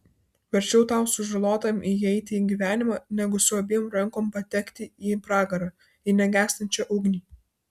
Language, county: Lithuanian, Vilnius